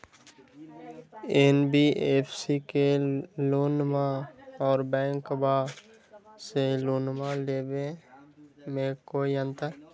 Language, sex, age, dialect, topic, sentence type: Magahi, male, 25-30, Western, banking, question